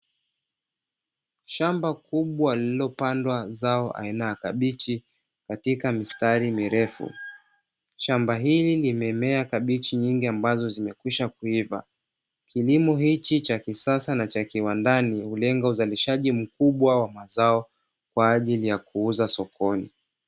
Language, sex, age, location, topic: Swahili, male, 25-35, Dar es Salaam, agriculture